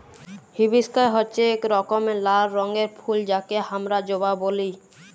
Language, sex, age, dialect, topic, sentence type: Bengali, male, 31-35, Jharkhandi, agriculture, statement